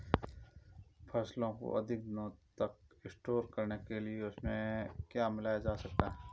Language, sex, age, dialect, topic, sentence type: Hindi, male, 31-35, Marwari Dhudhari, agriculture, question